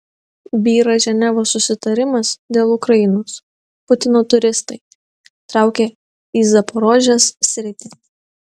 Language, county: Lithuanian, Vilnius